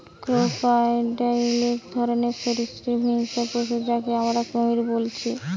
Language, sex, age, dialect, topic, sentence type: Bengali, female, 18-24, Western, agriculture, statement